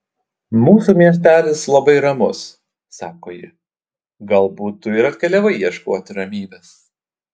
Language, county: Lithuanian, Klaipėda